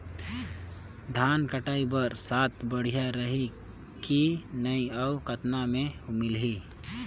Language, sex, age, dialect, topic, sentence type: Chhattisgarhi, male, 18-24, Northern/Bhandar, agriculture, question